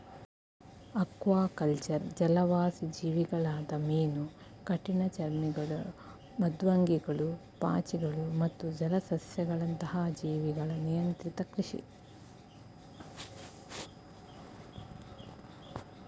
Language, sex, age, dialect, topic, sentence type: Kannada, female, 41-45, Mysore Kannada, agriculture, statement